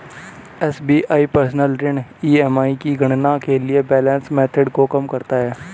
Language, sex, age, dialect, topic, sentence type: Hindi, male, 18-24, Hindustani Malvi Khadi Boli, banking, statement